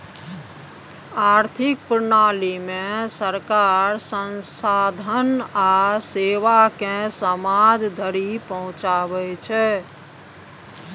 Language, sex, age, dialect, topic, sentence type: Maithili, female, 56-60, Bajjika, banking, statement